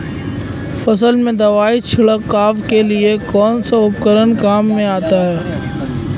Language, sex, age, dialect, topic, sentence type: Hindi, male, 18-24, Marwari Dhudhari, agriculture, question